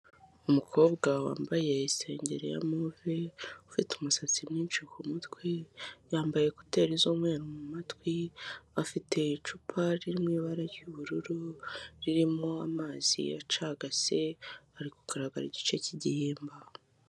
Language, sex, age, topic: Kinyarwanda, female, 18-24, health